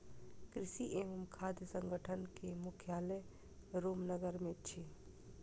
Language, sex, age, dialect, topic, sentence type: Maithili, female, 25-30, Southern/Standard, agriculture, statement